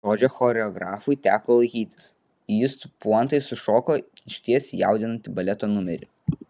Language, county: Lithuanian, Vilnius